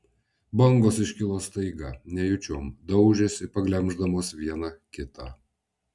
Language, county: Lithuanian, Vilnius